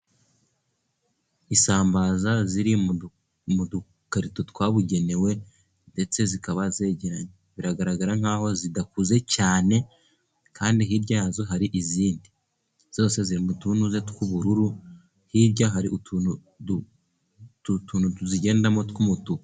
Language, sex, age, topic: Kinyarwanda, male, 18-24, agriculture